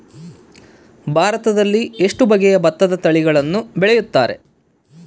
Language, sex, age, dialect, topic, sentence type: Kannada, male, 31-35, Central, agriculture, question